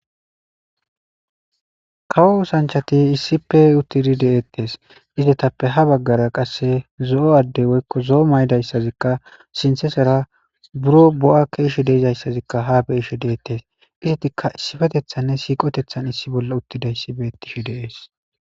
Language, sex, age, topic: Gamo, male, 18-24, government